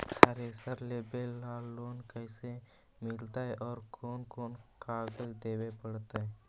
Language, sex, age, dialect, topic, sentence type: Magahi, female, 18-24, Central/Standard, agriculture, question